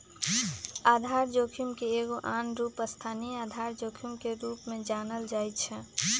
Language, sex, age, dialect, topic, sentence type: Magahi, female, 25-30, Western, banking, statement